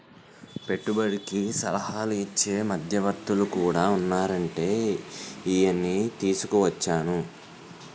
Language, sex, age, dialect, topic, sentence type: Telugu, male, 18-24, Utterandhra, banking, statement